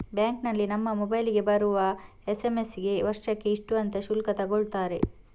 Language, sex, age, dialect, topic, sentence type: Kannada, female, 18-24, Coastal/Dakshin, banking, statement